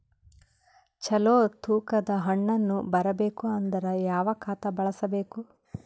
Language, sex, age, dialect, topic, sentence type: Kannada, female, 18-24, Northeastern, agriculture, question